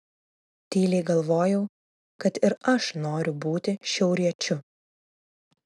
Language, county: Lithuanian, Vilnius